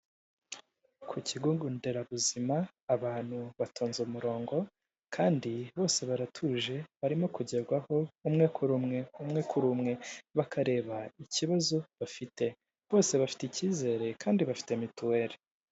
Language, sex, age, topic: Kinyarwanda, male, 18-24, government